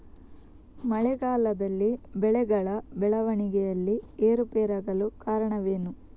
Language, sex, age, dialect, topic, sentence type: Kannada, female, 18-24, Coastal/Dakshin, agriculture, question